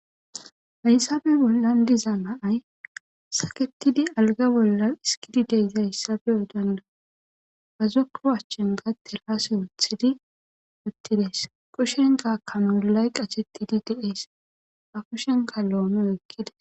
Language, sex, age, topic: Gamo, female, 18-24, government